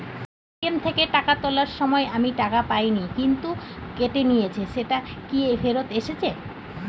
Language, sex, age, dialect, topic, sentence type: Bengali, female, 41-45, Standard Colloquial, banking, question